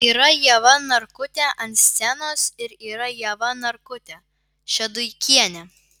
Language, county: Lithuanian, Vilnius